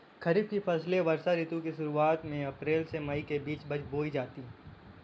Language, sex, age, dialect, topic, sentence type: Hindi, male, 18-24, Kanauji Braj Bhasha, agriculture, statement